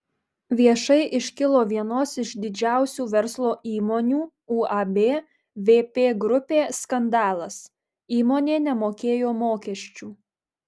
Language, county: Lithuanian, Marijampolė